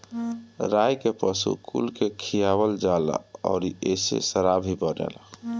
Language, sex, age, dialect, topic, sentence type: Bhojpuri, male, 36-40, Northern, agriculture, statement